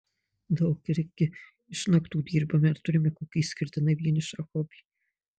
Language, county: Lithuanian, Marijampolė